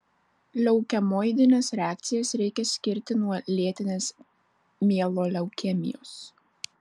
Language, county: Lithuanian, Vilnius